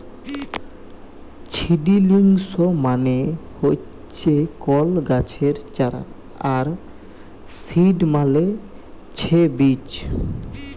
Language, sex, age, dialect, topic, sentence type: Bengali, male, 18-24, Jharkhandi, agriculture, statement